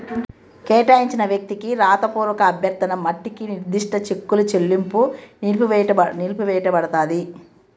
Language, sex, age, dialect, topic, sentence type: Telugu, male, 46-50, Southern, banking, statement